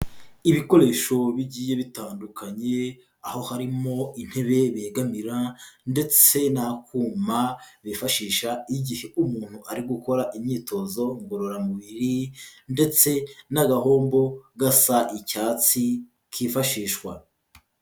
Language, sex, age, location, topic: Kinyarwanda, female, 25-35, Huye, health